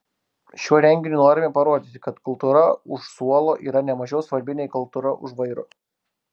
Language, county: Lithuanian, Klaipėda